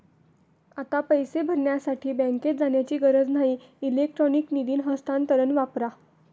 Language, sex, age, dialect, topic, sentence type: Marathi, female, 18-24, Standard Marathi, banking, statement